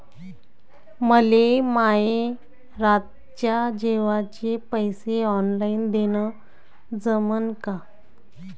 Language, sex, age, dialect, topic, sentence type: Marathi, female, 25-30, Varhadi, banking, question